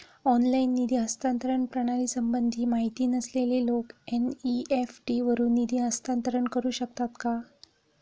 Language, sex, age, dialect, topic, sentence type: Marathi, female, 36-40, Standard Marathi, banking, question